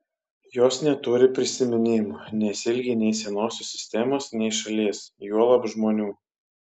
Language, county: Lithuanian, Kaunas